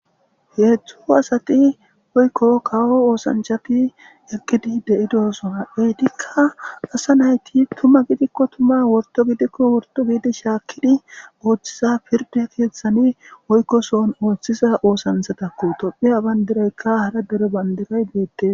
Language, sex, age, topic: Gamo, male, 18-24, government